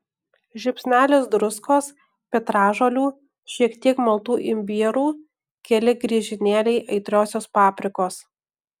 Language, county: Lithuanian, Alytus